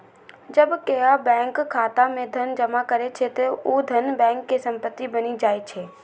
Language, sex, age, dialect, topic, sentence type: Maithili, female, 18-24, Eastern / Thethi, banking, statement